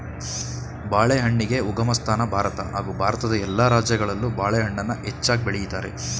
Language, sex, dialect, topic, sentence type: Kannada, male, Mysore Kannada, agriculture, statement